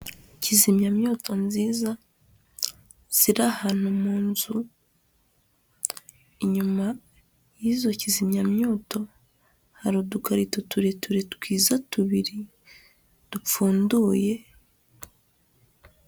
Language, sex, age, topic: Kinyarwanda, female, 25-35, government